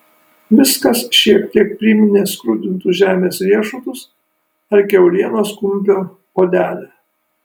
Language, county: Lithuanian, Kaunas